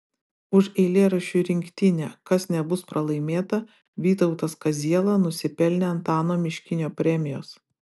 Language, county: Lithuanian, Utena